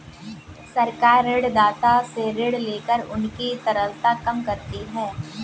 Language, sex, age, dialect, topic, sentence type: Hindi, female, 18-24, Kanauji Braj Bhasha, banking, statement